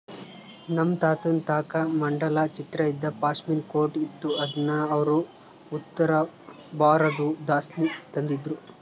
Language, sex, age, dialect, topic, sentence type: Kannada, male, 18-24, Central, agriculture, statement